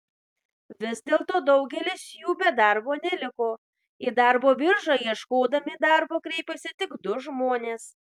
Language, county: Lithuanian, Vilnius